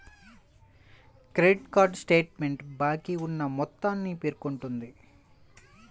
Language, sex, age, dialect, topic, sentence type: Telugu, male, 25-30, Central/Coastal, banking, statement